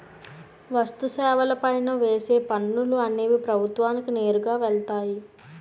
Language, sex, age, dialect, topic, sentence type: Telugu, female, 18-24, Utterandhra, banking, statement